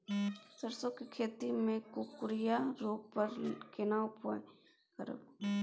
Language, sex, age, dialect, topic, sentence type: Maithili, female, 18-24, Bajjika, agriculture, question